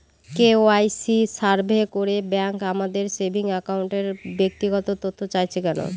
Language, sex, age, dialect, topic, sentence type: Bengali, female, 31-35, Northern/Varendri, banking, question